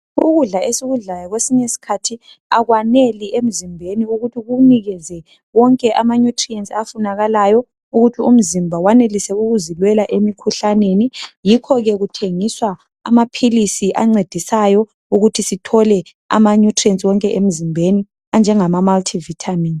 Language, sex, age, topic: North Ndebele, male, 25-35, health